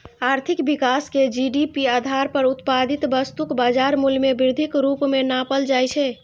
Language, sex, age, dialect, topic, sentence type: Maithili, female, 25-30, Eastern / Thethi, banking, statement